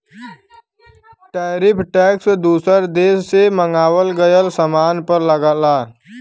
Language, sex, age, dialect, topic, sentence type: Bhojpuri, male, 18-24, Western, banking, statement